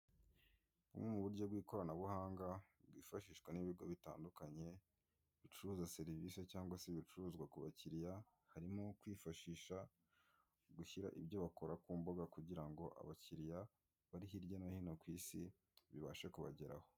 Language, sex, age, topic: Kinyarwanda, male, 18-24, finance